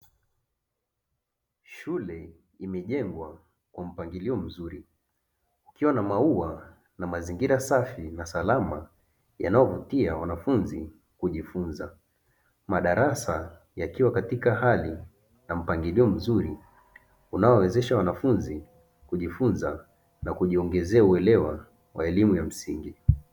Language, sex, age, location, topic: Swahili, male, 25-35, Dar es Salaam, education